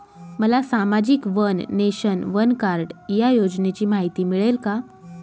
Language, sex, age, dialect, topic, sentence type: Marathi, female, 25-30, Northern Konkan, banking, question